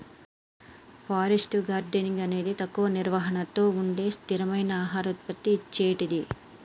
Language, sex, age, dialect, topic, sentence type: Telugu, male, 31-35, Telangana, agriculture, statement